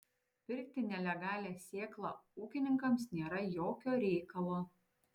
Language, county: Lithuanian, Šiauliai